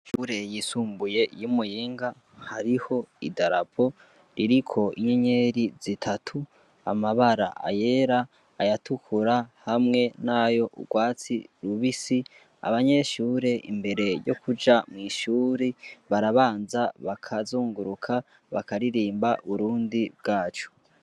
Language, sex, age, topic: Rundi, male, 18-24, education